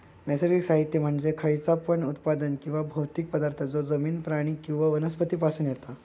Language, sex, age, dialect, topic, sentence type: Marathi, male, 25-30, Southern Konkan, agriculture, statement